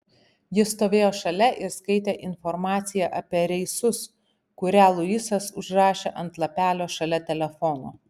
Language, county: Lithuanian, Panevėžys